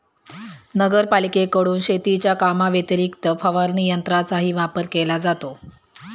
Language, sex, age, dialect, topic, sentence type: Marathi, female, 31-35, Standard Marathi, agriculture, statement